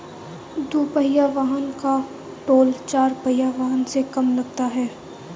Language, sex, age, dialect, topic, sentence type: Hindi, female, 18-24, Kanauji Braj Bhasha, banking, statement